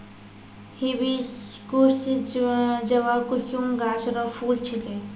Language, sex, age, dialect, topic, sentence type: Maithili, female, 18-24, Angika, agriculture, statement